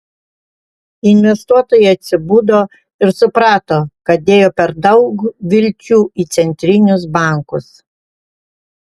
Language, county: Lithuanian, Panevėžys